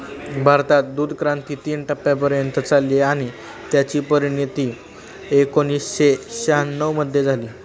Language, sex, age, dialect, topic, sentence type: Marathi, male, 36-40, Standard Marathi, agriculture, statement